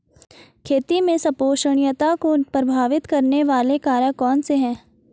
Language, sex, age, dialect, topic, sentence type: Hindi, female, 18-24, Garhwali, agriculture, statement